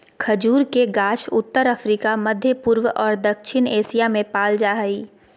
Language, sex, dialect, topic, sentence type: Magahi, female, Southern, agriculture, statement